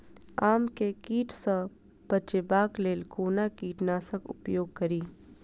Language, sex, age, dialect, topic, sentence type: Maithili, female, 25-30, Southern/Standard, agriculture, question